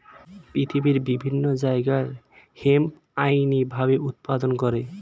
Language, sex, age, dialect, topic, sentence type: Bengali, male, 18-24, Standard Colloquial, agriculture, statement